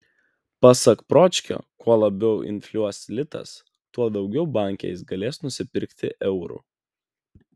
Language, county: Lithuanian, Vilnius